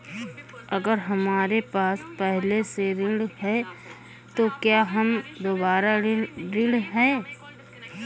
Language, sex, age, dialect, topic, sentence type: Hindi, female, 25-30, Awadhi Bundeli, banking, question